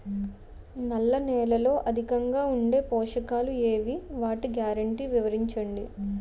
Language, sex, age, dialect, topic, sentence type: Telugu, female, 18-24, Utterandhra, agriculture, question